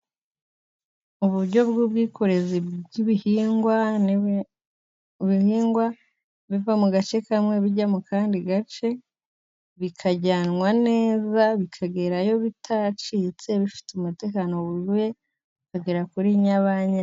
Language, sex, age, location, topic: Kinyarwanda, female, 18-24, Musanze, government